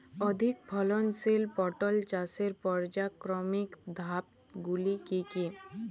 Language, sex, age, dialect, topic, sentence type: Bengali, female, 18-24, Jharkhandi, agriculture, question